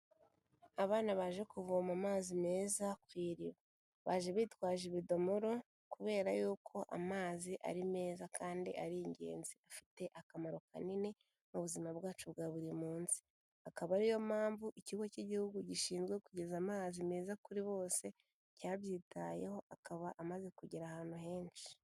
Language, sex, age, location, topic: Kinyarwanda, female, 18-24, Kigali, health